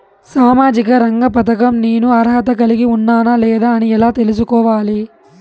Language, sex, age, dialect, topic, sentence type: Telugu, male, 18-24, Southern, banking, question